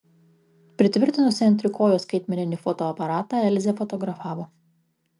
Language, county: Lithuanian, Kaunas